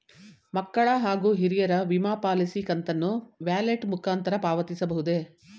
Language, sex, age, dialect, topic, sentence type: Kannada, female, 51-55, Mysore Kannada, banking, question